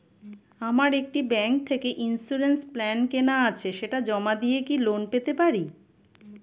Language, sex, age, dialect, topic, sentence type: Bengali, female, 46-50, Standard Colloquial, banking, question